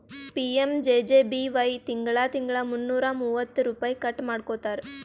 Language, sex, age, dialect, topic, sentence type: Kannada, female, 18-24, Northeastern, banking, statement